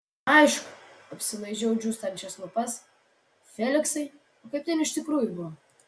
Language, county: Lithuanian, Vilnius